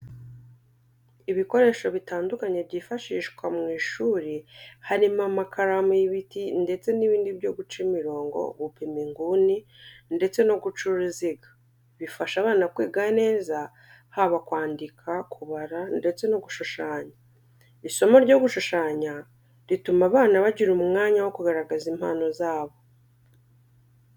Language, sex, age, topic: Kinyarwanda, female, 25-35, education